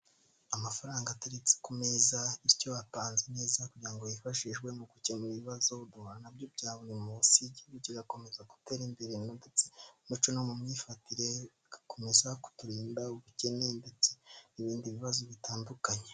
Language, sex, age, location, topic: Kinyarwanda, male, 18-24, Kigali, finance